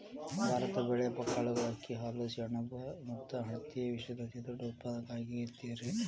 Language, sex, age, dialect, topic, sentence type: Kannada, male, 18-24, Dharwad Kannada, agriculture, statement